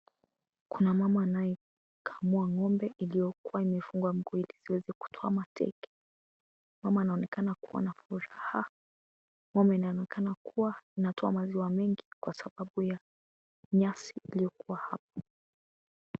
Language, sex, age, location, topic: Swahili, female, 18-24, Kisii, agriculture